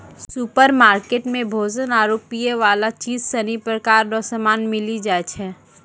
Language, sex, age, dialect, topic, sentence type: Maithili, female, 60-100, Angika, agriculture, statement